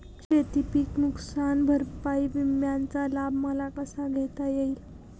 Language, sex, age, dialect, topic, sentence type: Marathi, female, 18-24, Northern Konkan, banking, question